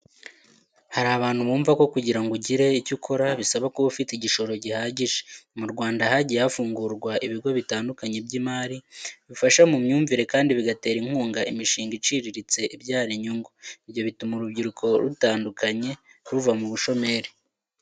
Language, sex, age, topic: Kinyarwanda, male, 18-24, education